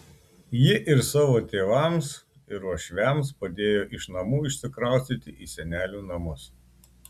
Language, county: Lithuanian, Klaipėda